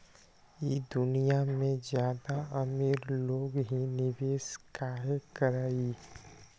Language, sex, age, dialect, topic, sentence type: Magahi, male, 25-30, Western, banking, question